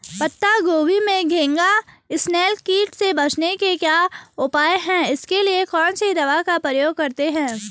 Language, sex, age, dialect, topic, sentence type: Hindi, female, 36-40, Garhwali, agriculture, question